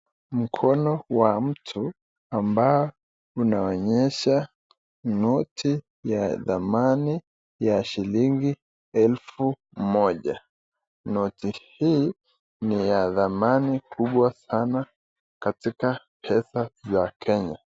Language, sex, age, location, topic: Swahili, male, 25-35, Nakuru, finance